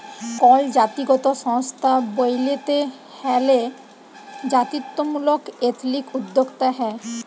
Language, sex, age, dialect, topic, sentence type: Bengali, female, 18-24, Jharkhandi, banking, statement